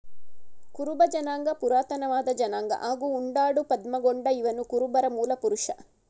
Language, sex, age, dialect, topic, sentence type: Kannada, female, 56-60, Mysore Kannada, agriculture, statement